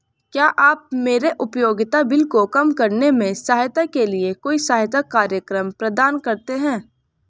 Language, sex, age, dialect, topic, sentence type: Hindi, female, 18-24, Hindustani Malvi Khadi Boli, banking, question